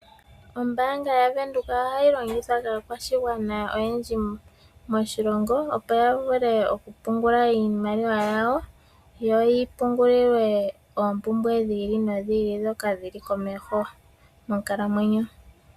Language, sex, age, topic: Oshiwambo, female, 25-35, finance